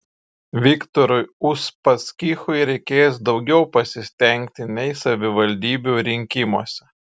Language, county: Lithuanian, Šiauliai